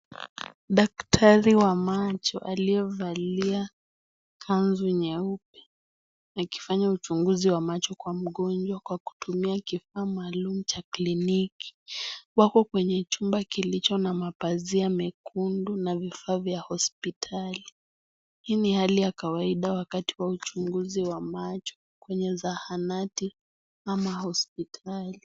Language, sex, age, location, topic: Swahili, female, 18-24, Kisii, health